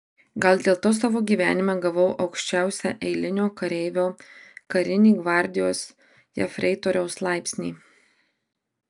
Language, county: Lithuanian, Marijampolė